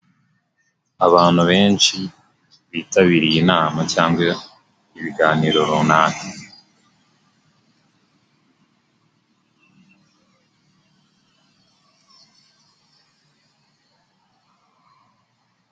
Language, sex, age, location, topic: Kinyarwanda, male, 18-24, Nyagatare, government